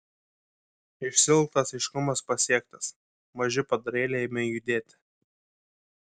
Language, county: Lithuanian, Kaunas